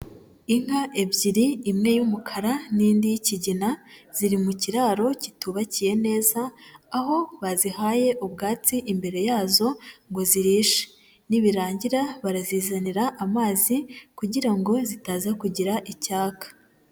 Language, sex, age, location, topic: Kinyarwanda, female, 25-35, Huye, agriculture